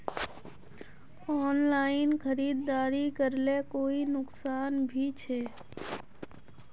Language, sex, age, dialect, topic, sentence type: Magahi, female, 18-24, Northeastern/Surjapuri, agriculture, question